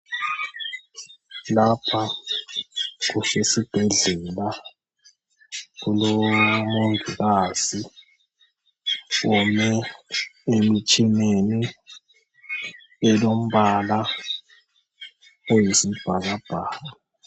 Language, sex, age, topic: North Ndebele, male, 18-24, education